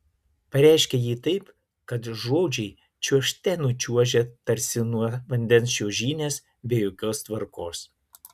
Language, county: Lithuanian, Klaipėda